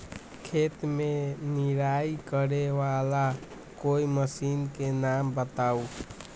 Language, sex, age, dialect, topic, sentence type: Magahi, male, 18-24, Western, agriculture, question